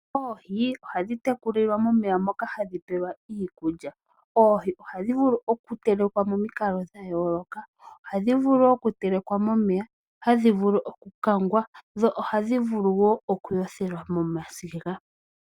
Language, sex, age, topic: Oshiwambo, female, 18-24, agriculture